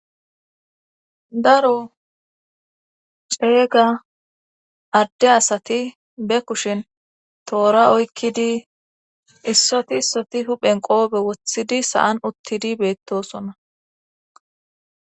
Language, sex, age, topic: Gamo, female, 25-35, government